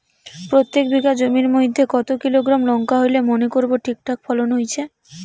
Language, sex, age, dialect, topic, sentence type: Bengali, female, 18-24, Rajbangshi, agriculture, question